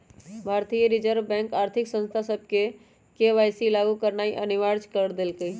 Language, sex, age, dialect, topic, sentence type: Magahi, female, 18-24, Western, banking, statement